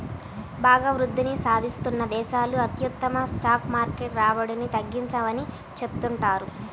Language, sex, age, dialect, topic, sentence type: Telugu, female, 18-24, Central/Coastal, banking, statement